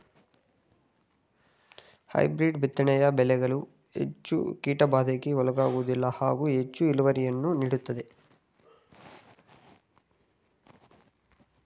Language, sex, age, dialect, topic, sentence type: Kannada, male, 60-100, Mysore Kannada, agriculture, statement